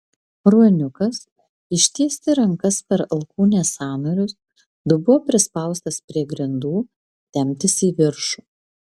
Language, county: Lithuanian, Vilnius